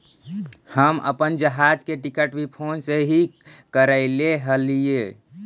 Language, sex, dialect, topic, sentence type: Magahi, male, Central/Standard, agriculture, statement